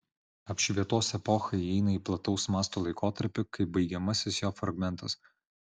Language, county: Lithuanian, Vilnius